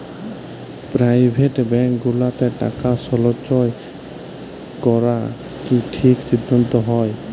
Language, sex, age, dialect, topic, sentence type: Bengali, male, 25-30, Jharkhandi, banking, statement